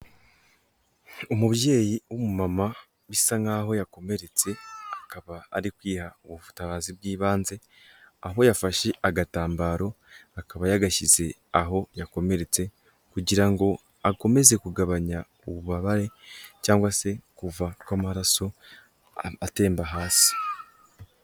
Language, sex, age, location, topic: Kinyarwanda, male, 18-24, Kigali, health